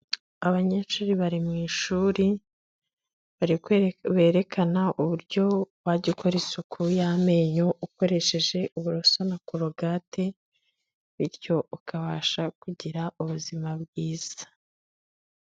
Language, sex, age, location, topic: Kinyarwanda, female, 25-35, Kigali, health